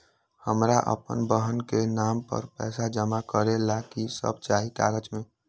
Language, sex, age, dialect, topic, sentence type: Magahi, male, 18-24, Western, banking, question